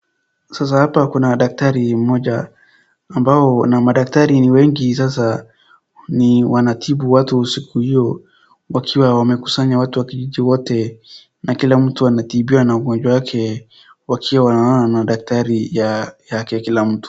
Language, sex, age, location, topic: Swahili, male, 18-24, Wajir, health